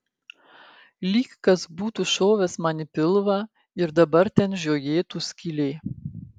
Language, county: Lithuanian, Klaipėda